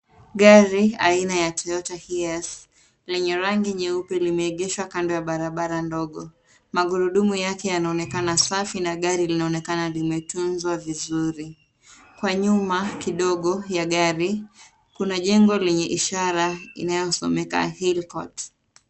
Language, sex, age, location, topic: Swahili, female, 25-35, Nairobi, finance